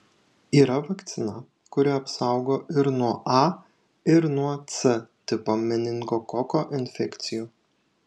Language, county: Lithuanian, Šiauliai